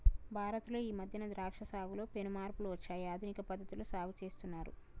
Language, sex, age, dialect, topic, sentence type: Telugu, female, 31-35, Telangana, agriculture, statement